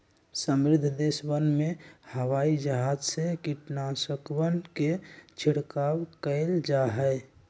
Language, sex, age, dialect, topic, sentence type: Magahi, male, 60-100, Western, agriculture, statement